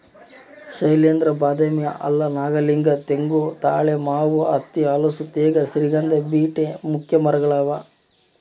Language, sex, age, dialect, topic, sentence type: Kannada, male, 18-24, Central, agriculture, statement